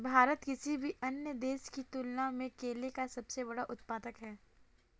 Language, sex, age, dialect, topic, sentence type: Hindi, female, 25-30, Kanauji Braj Bhasha, agriculture, statement